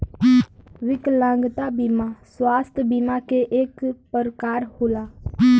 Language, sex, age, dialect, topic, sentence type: Bhojpuri, female, 36-40, Western, banking, statement